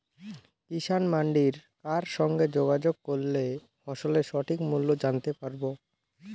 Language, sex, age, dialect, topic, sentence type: Bengali, male, <18, Rajbangshi, agriculture, question